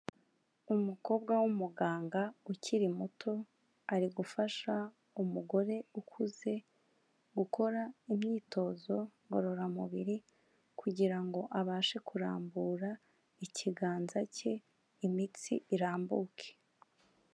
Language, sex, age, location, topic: Kinyarwanda, female, 25-35, Kigali, health